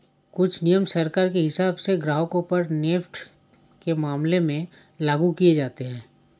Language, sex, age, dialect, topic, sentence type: Hindi, male, 31-35, Awadhi Bundeli, banking, statement